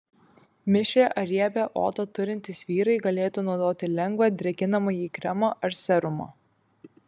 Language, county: Lithuanian, Kaunas